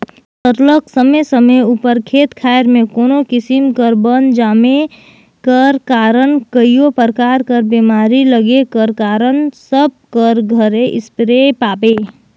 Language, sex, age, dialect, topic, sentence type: Chhattisgarhi, female, 18-24, Northern/Bhandar, agriculture, statement